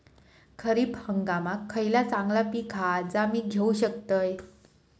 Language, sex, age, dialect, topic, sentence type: Marathi, female, 18-24, Southern Konkan, agriculture, question